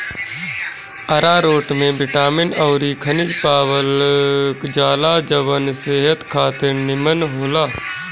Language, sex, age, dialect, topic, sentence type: Bhojpuri, male, 31-35, Northern, agriculture, statement